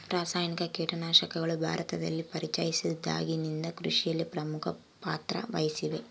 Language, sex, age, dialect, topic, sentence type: Kannada, female, 18-24, Central, agriculture, statement